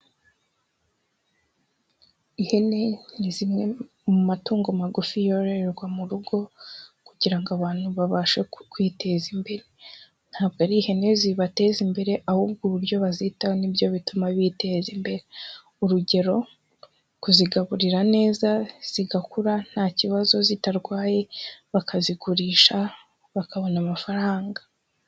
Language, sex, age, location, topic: Kinyarwanda, female, 18-24, Huye, agriculture